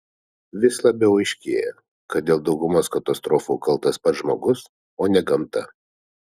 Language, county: Lithuanian, Vilnius